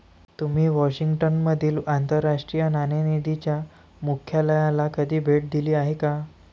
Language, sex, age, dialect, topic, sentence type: Marathi, male, 18-24, Varhadi, banking, statement